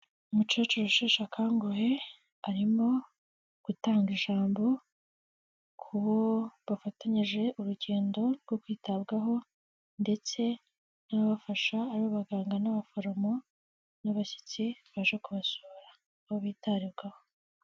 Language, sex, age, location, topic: Kinyarwanda, female, 18-24, Kigali, health